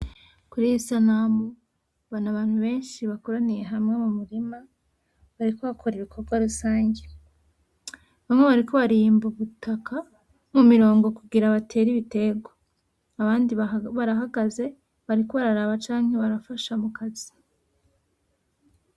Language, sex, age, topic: Rundi, female, 18-24, agriculture